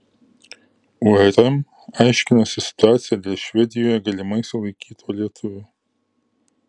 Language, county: Lithuanian, Kaunas